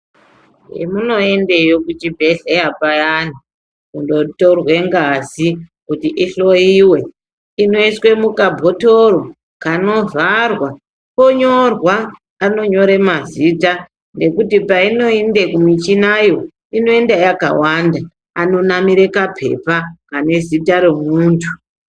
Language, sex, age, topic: Ndau, male, 18-24, health